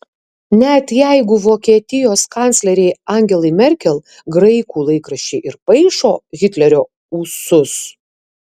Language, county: Lithuanian, Kaunas